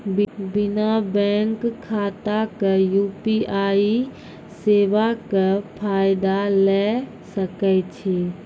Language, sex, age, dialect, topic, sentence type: Maithili, female, 18-24, Angika, banking, question